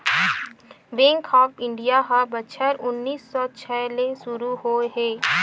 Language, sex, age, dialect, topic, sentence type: Chhattisgarhi, female, 18-24, Western/Budati/Khatahi, banking, statement